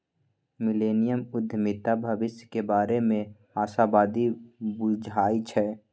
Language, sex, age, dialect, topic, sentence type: Magahi, male, 25-30, Western, banking, statement